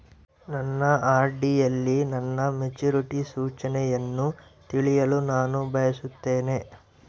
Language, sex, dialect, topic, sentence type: Kannada, male, Central, banking, statement